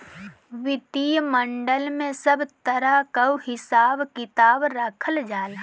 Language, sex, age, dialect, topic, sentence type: Bhojpuri, female, 18-24, Northern, banking, statement